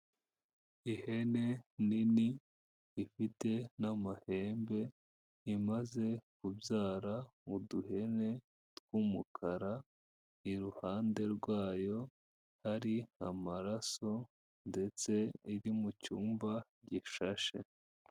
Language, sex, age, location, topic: Kinyarwanda, female, 18-24, Kigali, agriculture